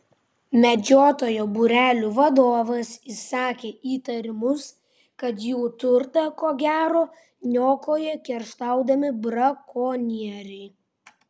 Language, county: Lithuanian, Vilnius